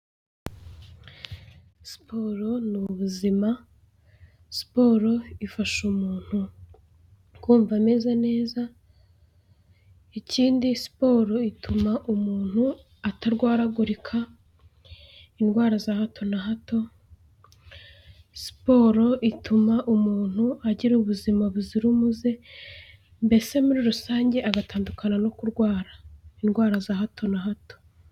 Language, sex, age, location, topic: Kinyarwanda, female, 18-24, Huye, health